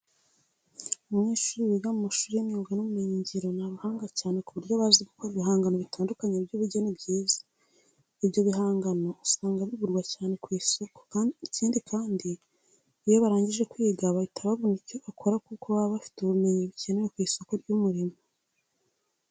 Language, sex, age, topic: Kinyarwanda, female, 25-35, education